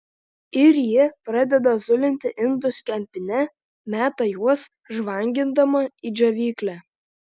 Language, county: Lithuanian, Alytus